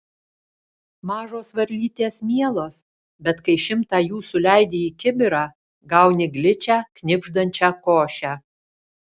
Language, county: Lithuanian, Alytus